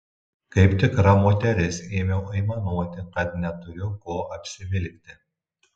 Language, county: Lithuanian, Tauragė